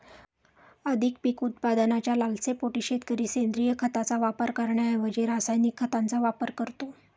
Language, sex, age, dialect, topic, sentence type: Marathi, female, 36-40, Standard Marathi, agriculture, statement